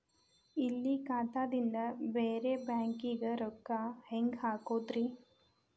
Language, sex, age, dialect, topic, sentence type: Kannada, female, 25-30, Dharwad Kannada, banking, question